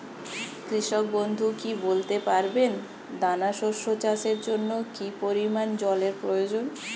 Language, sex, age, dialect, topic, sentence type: Bengali, female, 25-30, Standard Colloquial, agriculture, question